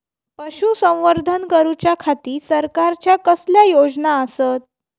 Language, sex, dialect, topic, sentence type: Marathi, female, Southern Konkan, agriculture, question